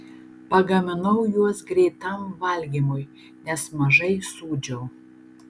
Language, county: Lithuanian, Šiauliai